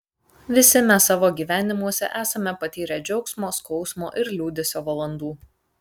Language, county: Lithuanian, Kaunas